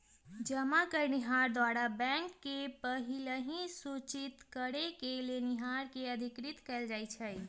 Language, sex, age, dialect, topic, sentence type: Magahi, female, 18-24, Western, banking, statement